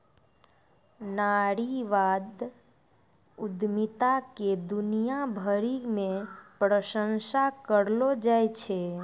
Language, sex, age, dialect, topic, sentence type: Maithili, female, 56-60, Angika, banking, statement